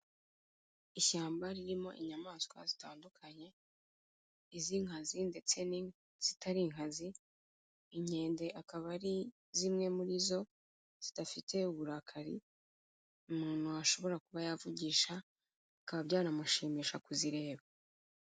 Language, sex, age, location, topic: Kinyarwanda, female, 36-49, Kigali, agriculture